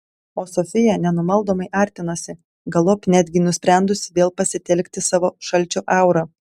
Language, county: Lithuanian, Telšiai